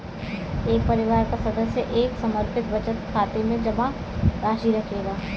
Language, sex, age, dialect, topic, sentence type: Hindi, female, 18-24, Kanauji Braj Bhasha, banking, statement